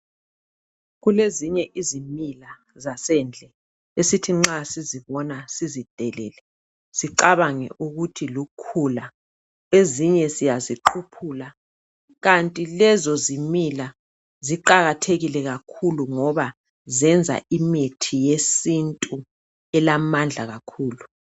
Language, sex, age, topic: North Ndebele, male, 36-49, health